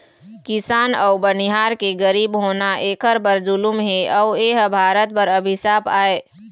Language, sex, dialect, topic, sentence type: Chhattisgarhi, female, Eastern, agriculture, statement